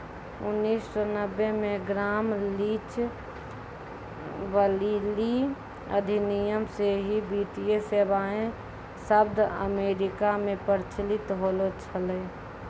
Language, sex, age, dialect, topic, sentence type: Maithili, female, 25-30, Angika, banking, statement